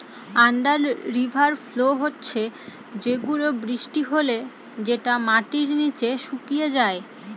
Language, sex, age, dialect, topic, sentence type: Bengali, female, 18-24, Northern/Varendri, agriculture, statement